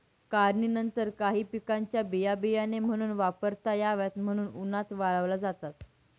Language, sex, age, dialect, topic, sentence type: Marathi, female, 18-24, Northern Konkan, agriculture, statement